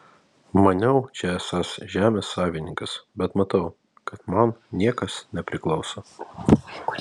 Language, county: Lithuanian, Vilnius